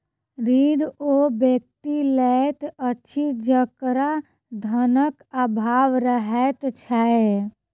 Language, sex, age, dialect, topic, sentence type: Maithili, female, 25-30, Southern/Standard, banking, statement